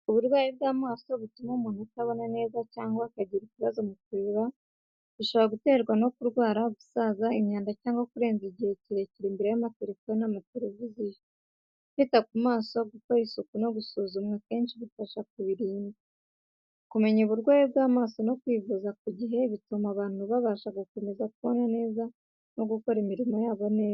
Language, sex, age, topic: Kinyarwanda, female, 18-24, education